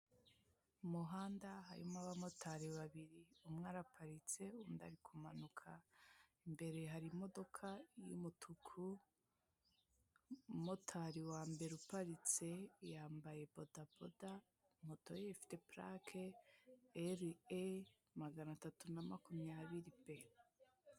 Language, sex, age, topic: Kinyarwanda, female, 25-35, government